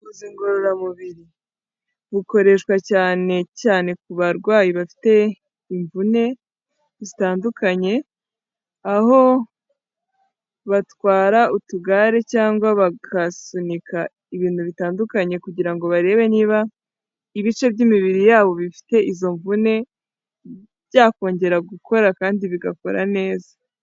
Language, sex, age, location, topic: Kinyarwanda, female, 18-24, Kigali, health